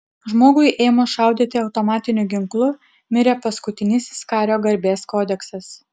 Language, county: Lithuanian, Utena